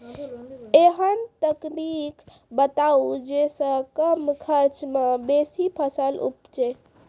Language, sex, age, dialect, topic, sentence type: Maithili, female, 36-40, Angika, agriculture, question